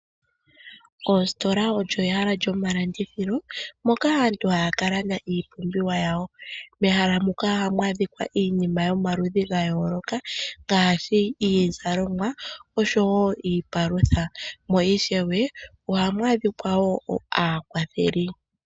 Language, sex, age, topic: Oshiwambo, male, 25-35, finance